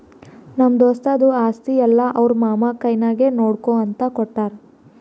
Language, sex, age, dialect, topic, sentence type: Kannada, female, 18-24, Northeastern, banking, statement